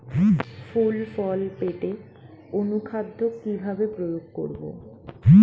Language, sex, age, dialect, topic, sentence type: Bengali, female, 18-24, Standard Colloquial, agriculture, question